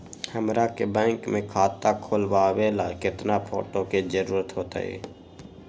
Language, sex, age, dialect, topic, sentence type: Magahi, female, 18-24, Western, banking, question